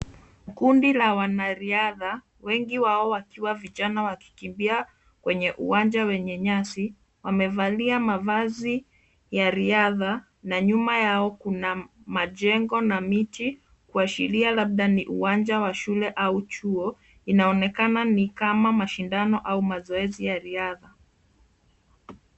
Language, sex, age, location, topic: Swahili, female, 25-35, Nairobi, education